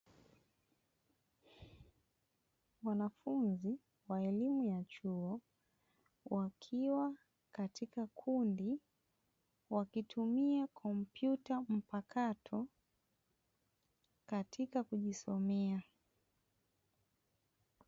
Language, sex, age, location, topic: Swahili, female, 25-35, Dar es Salaam, education